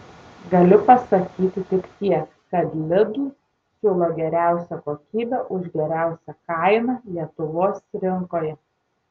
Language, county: Lithuanian, Tauragė